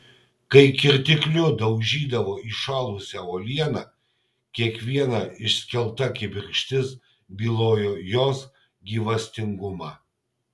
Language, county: Lithuanian, Kaunas